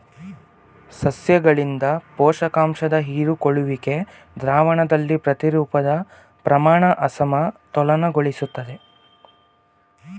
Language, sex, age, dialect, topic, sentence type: Kannada, male, 18-24, Mysore Kannada, agriculture, statement